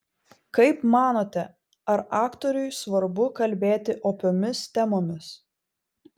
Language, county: Lithuanian, Vilnius